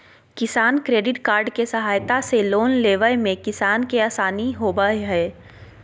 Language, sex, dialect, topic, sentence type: Magahi, female, Southern, agriculture, statement